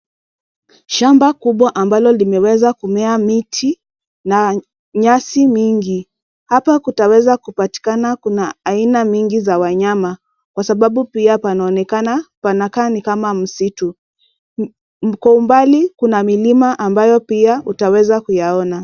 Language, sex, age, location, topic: Swahili, female, 25-35, Nairobi, agriculture